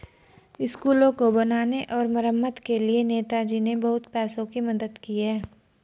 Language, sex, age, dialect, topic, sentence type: Hindi, female, 25-30, Marwari Dhudhari, banking, statement